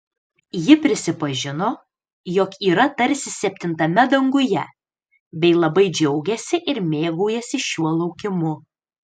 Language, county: Lithuanian, Panevėžys